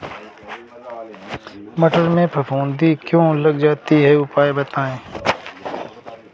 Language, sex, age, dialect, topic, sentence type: Hindi, male, 25-30, Awadhi Bundeli, agriculture, question